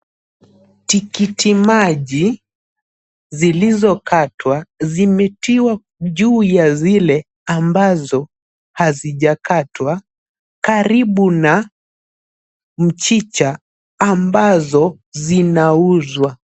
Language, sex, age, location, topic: Swahili, male, 18-24, Nairobi, finance